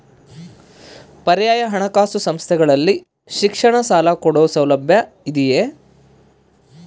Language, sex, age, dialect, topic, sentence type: Kannada, male, 31-35, Central, banking, question